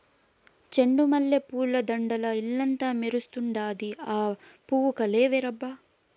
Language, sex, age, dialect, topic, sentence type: Telugu, female, 18-24, Southern, agriculture, statement